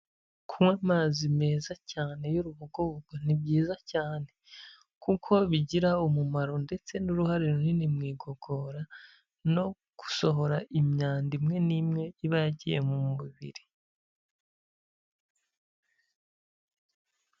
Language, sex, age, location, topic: Kinyarwanda, male, 25-35, Huye, health